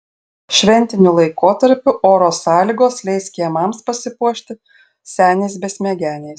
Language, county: Lithuanian, Šiauliai